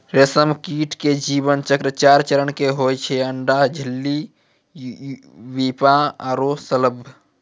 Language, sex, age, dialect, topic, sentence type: Maithili, male, 18-24, Angika, agriculture, statement